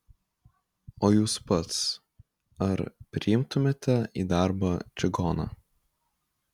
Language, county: Lithuanian, Kaunas